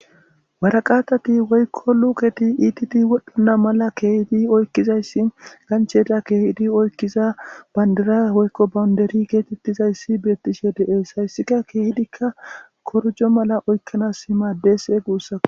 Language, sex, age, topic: Gamo, male, 25-35, government